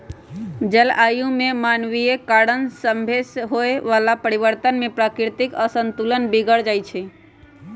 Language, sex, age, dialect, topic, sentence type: Magahi, female, 31-35, Western, agriculture, statement